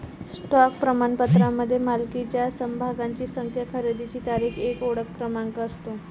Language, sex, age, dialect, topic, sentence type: Marathi, female, 18-24, Varhadi, banking, statement